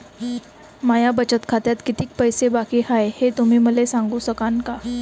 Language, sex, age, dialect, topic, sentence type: Marathi, female, 18-24, Varhadi, banking, question